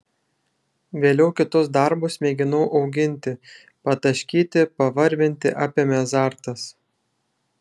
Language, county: Lithuanian, Šiauliai